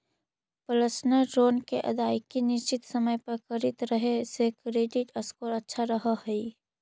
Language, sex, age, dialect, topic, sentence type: Magahi, female, 41-45, Central/Standard, banking, statement